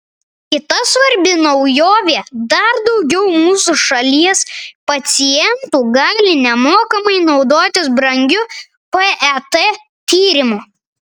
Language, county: Lithuanian, Vilnius